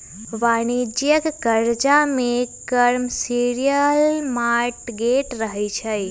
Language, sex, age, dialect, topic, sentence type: Magahi, female, 18-24, Western, banking, statement